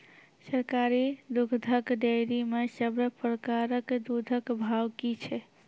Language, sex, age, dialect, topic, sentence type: Maithili, female, 46-50, Angika, agriculture, question